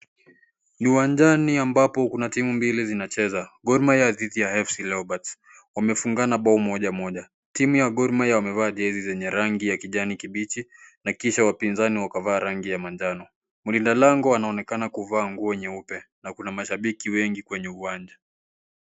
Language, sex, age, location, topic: Swahili, male, 18-24, Kisii, government